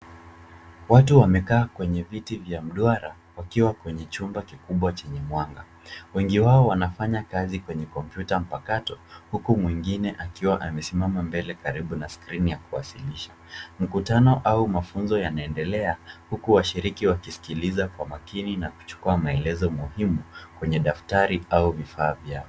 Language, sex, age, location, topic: Swahili, male, 25-35, Nairobi, education